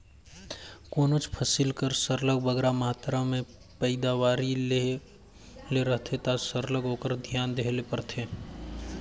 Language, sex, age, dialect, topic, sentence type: Chhattisgarhi, male, 25-30, Northern/Bhandar, agriculture, statement